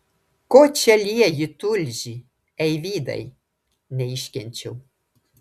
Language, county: Lithuanian, Klaipėda